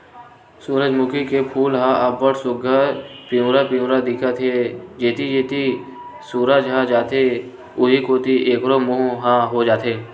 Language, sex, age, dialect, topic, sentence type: Chhattisgarhi, male, 18-24, Western/Budati/Khatahi, agriculture, statement